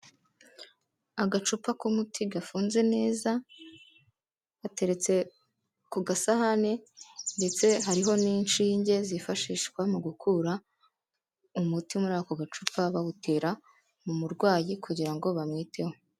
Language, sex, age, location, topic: Kinyarwanda, female, 18-24, Kigali, health